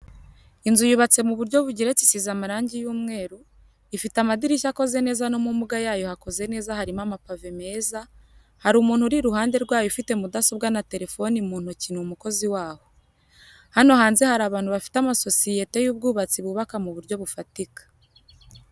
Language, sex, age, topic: Kinyarwanda, female, 18-24, education